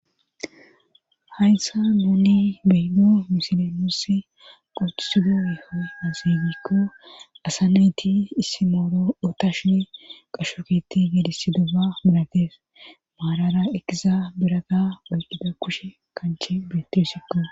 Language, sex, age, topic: Gamo, female, 25-35, government